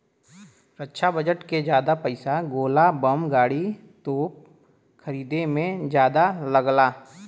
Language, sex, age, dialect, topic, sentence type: Bhojpuri, male, 25-30, Western, banking, statement